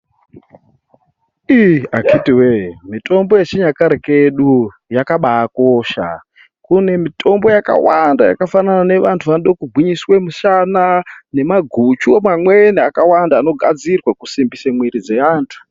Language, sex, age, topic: Ndau, male, 25-35, health